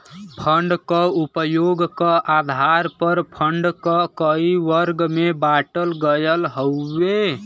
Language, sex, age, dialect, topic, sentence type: Bhojpuri, male, 18-24, Western, banking, statement